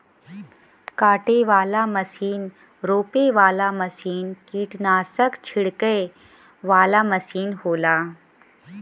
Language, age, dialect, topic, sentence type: Bhojpuri, 25-30, Western, agriculture, statement